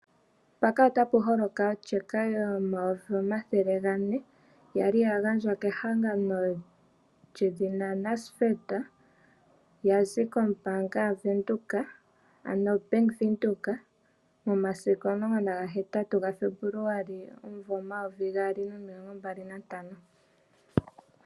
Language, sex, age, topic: Oshiwambo, female, 25-35, finance